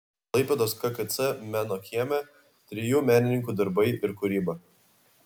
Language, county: Lithuanian, Vilnius